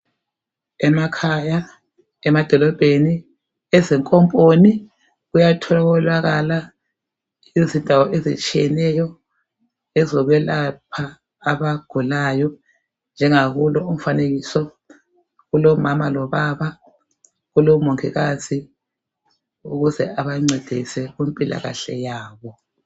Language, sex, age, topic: North Ndebele, female, 50+, health